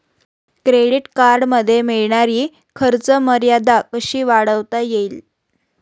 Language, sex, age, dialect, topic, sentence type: Marathi, female, 18-24, Standard Marathi, banking, question